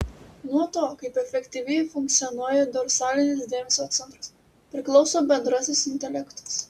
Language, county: Lithuanian, Utena